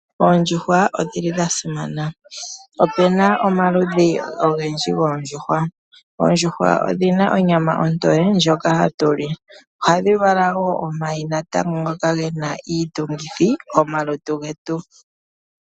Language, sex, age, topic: Oshiwambo, male, 36-49, agriculture